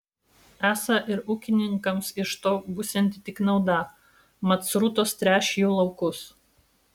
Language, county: Lithuanian, Vilnius